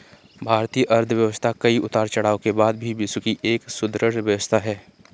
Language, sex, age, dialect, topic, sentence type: Hindi, male, 25-30, Kanauji Braj Bhasha, banking, statement